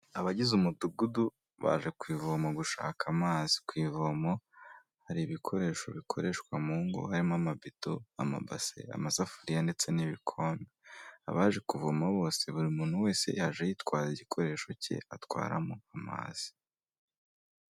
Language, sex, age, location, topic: Kinyarwanda, male, 25-35, Kigali, health